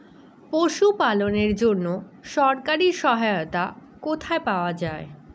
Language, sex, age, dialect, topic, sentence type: Bengali, female, 18-24, Rajbangshi, agriculture, question